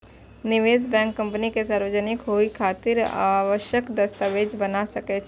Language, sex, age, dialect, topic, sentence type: Maithili, female, 18-24, Eastern / Thethi, banking, statement